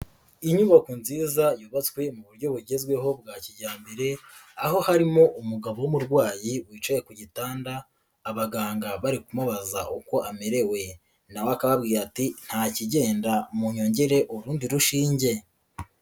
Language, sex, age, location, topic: Kinyarwanda, male, 18-24, Nyagatare, health